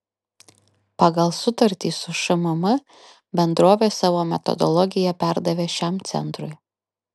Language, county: Lithuanian, Kaunas